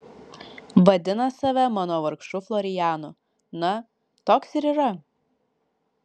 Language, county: Lithuanian, Vilnius